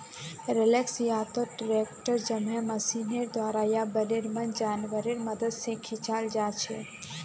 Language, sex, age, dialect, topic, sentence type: Magahi, female, 18-24, Northeastern/Surjapuri, agriculture, statement